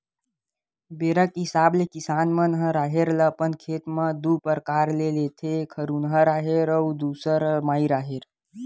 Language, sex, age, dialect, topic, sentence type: Chhattisgarhi, male, 25-30, Western/Budati/Khatahi, agriculture, statement